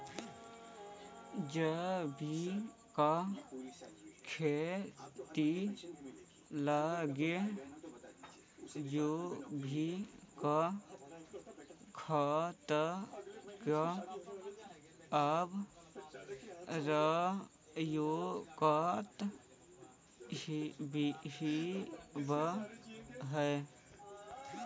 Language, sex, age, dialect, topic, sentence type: Magahi, male, 31-35, Central/Standard, agriculture, statement